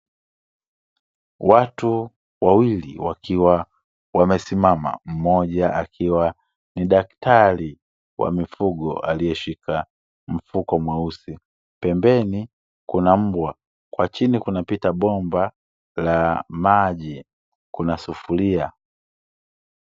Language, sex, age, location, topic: Swahili, male, 25-35, Dar es Salaam, agriculture